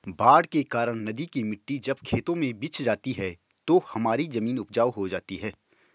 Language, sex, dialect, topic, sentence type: Hindi, male, Marwari Dhudhari, agriculture, statement